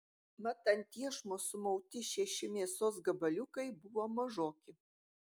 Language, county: Lithuanian, Utena